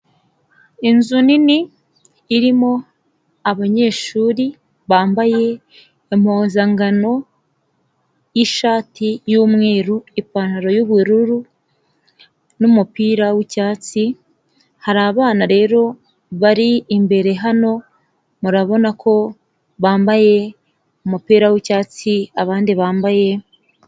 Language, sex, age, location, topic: Kinyarwanda, female, 25-35, Nyagatare, education